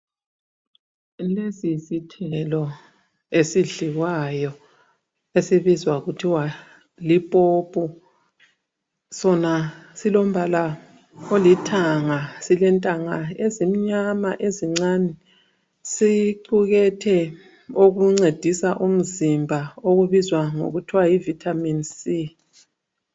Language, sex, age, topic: North Ndebele, female, 50+, health